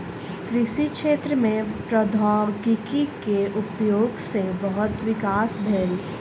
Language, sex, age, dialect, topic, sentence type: Maithili, female, 18-24, Southern/Standard, agriculture, statement